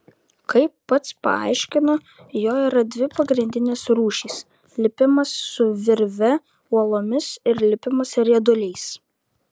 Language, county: Lithuanian, Vilnius